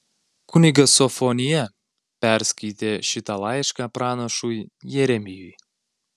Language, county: Lithuanian, Alytus